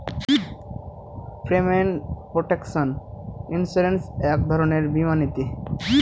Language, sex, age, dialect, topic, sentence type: Bengali, male, 18-24, Northern/Varendri, banking, statement